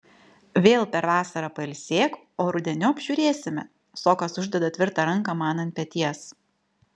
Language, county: Lithuanian, Vilnius